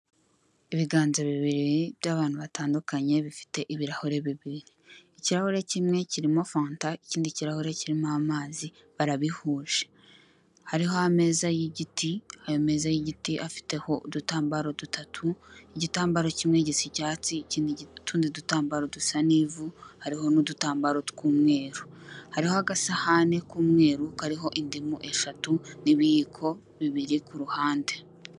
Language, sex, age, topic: Kinyarwanda, female, 18-24, finance